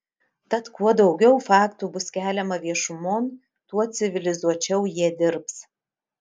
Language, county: Lithuanian, Utena